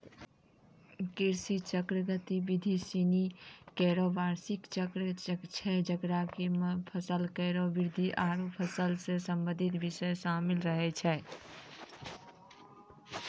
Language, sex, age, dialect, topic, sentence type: Maithili, female, 25-30, Angika, agriculture, statement